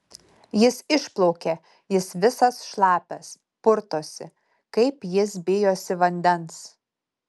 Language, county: Lithuanian, Utena